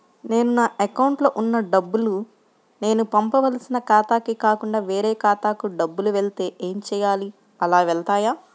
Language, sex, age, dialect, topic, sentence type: Telugu, female, 51-55, Central/Coastal, banking, question